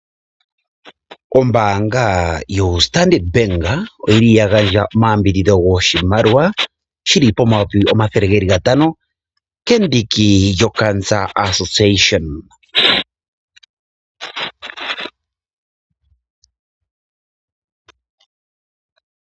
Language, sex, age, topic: Oshiwambo, male, 25-35, finance